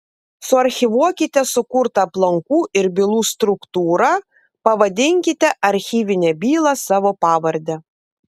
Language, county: Lithuanian, Vilnius